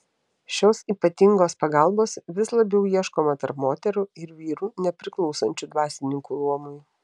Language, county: Lithuanian, Telšiai